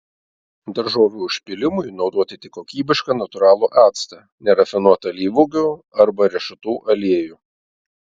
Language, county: Lithuanian, Telšiai